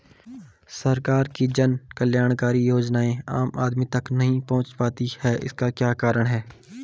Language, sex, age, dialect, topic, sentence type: Hindi, male, 18-24, Garhwali, banking, question